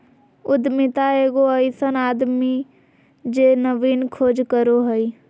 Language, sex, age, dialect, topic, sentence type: Magahi, female, 18-24, Southern, banking, statement